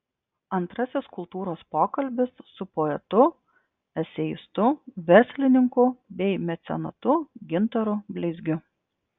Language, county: Lithuanian, Klaipėda